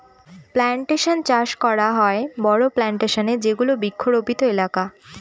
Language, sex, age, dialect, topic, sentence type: Bengali, female, 18-24, Northern/Varendri, agriculture, statement